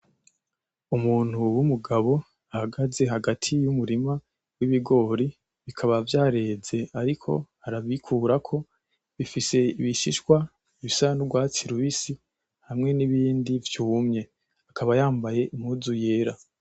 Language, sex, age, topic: Rundi, male, 18-24, agriculture